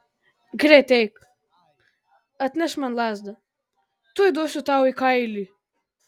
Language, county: Lithuanian, Tauragė